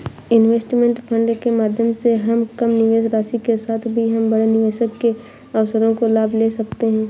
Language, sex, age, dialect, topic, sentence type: Hindi, female, 51-55, Awadhi Bundeli, banking, statement